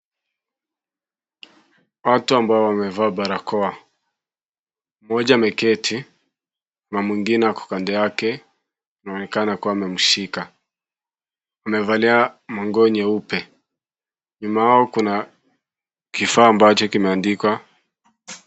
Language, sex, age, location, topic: Swahili, male, 18-24, Kisumu, health